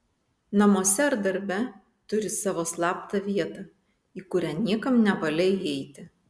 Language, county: Lithuanian, Vilnius